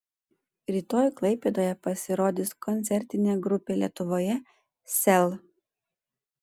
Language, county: Lithuanian, Panevėžys